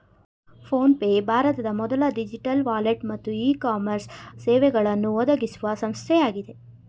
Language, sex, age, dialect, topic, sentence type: Kannada, female, 31-35, Mysore Kannada, banking, statement